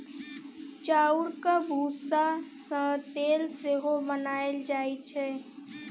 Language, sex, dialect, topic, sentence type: Maithili, female, Bajjika, agriculture, statement